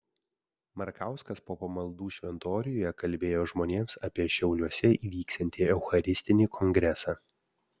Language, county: Lithuanian, Vilnius